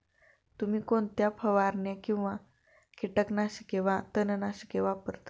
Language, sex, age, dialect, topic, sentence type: Marathi, female, 25-30, Standard Marathi, agriculture, question